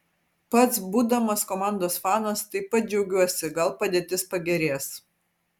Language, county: Lithuanian, Vilnius